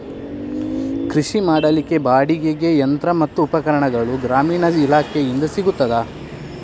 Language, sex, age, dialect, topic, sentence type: Kannada, male, 18-24, Coastal/Dakshin, agriculture, question